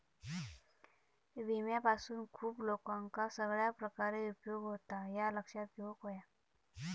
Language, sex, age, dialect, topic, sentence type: Marathi, male, 31-35, Southern Konkan, banking, statement